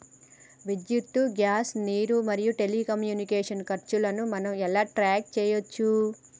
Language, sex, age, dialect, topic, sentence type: Telugu, female, 31-35, Telangana, banking, question